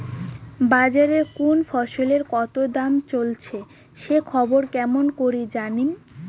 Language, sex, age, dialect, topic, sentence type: Bengali, female, 18-24, Rajbangshi, agriculture, question